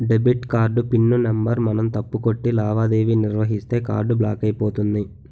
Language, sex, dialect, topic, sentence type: Telugu, male, Utterandhra, banking, statement